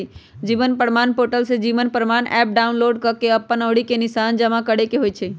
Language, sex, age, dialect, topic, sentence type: Magahi, female, 31-35, Western, banking, statement